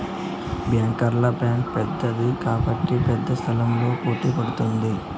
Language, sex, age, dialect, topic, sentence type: Telugu, male, 18-24, Southern, banking, statement